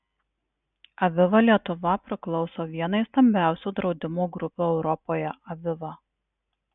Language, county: Lithuanian, Marijampolė